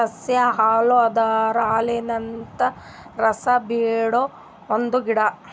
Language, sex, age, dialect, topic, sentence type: Kannada, female, 60-100, Northeastern, agriculture, statement